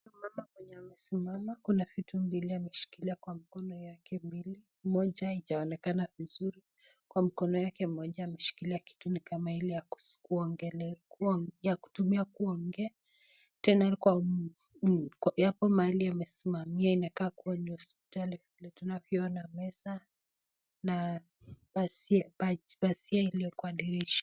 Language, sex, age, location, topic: Swahili, female, 18-24, Nakuru, health